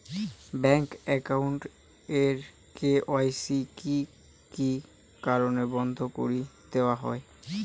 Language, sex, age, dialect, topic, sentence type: Bengali, male, 18-24, Rajbangshi, banking, question